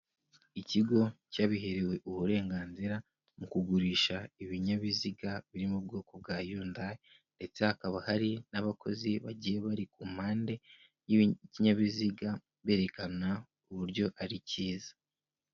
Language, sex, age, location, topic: Kinyarwanda, male, 18-24, Kigali, finance